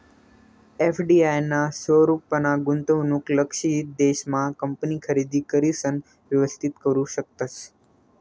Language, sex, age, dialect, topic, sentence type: Marathi, male, 18-24, Northern Konkan, banking, statement